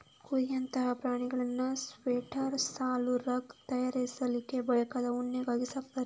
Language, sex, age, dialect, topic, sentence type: Kannada, female, 31-35, Coastal/Dakshin, agriculture, statement